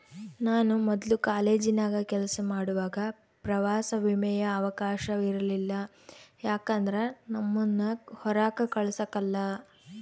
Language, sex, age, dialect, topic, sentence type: Kannada, female, 18-24, Central, banking, statement